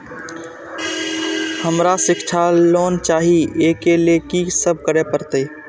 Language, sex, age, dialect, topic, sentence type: Maithili, male, 18-24, Eastern / Thethi, banking, question